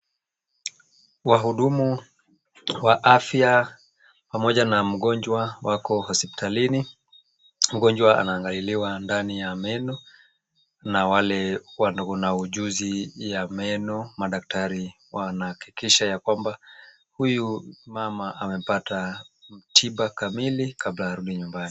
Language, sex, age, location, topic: Swahili, male, 36-49, Kisumu, health